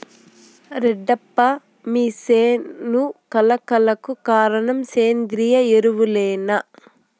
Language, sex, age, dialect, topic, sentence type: Telugu, female, 18-24, Southern, agriculture, statement